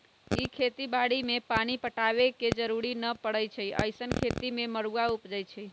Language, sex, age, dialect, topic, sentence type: Magahi, female, 31-35, Western, agriculture, statement